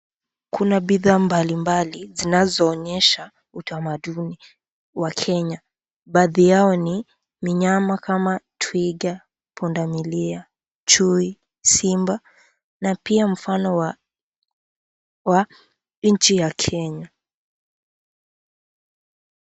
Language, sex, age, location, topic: Swahili, female, 18-24, Kisii, finance